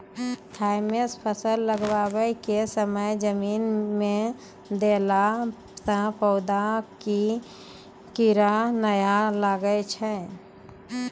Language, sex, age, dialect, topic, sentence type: Maithili, female, 25-30, Angika, agriculture, question